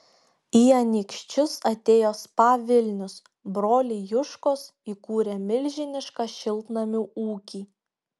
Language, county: Lithuanian, Šiauliai